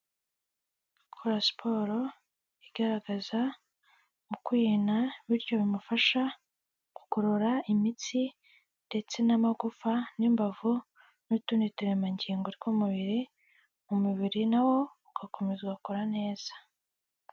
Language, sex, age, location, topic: Kinyarwanda, female, 18-24, Kigali, health